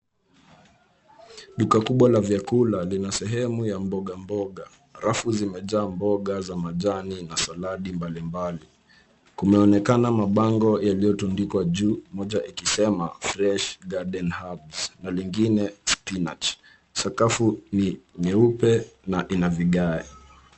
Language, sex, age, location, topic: Swahili, male, 18-24, Nairobi, finance